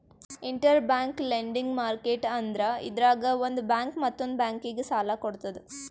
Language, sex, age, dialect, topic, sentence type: Kannada, female, 18-24, Northeastern, banking, statement